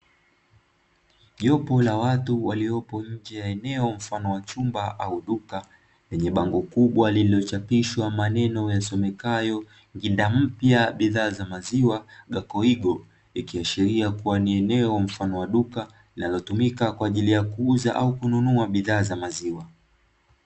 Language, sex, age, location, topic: Swahili, male, 25-35, Dar es Salaam, finance